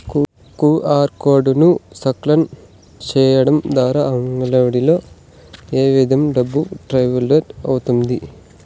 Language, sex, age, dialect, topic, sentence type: Telugu, male, 18-24, Southern, banking, question